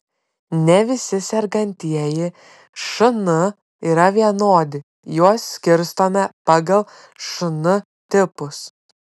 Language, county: Lithuanian, Klaipėda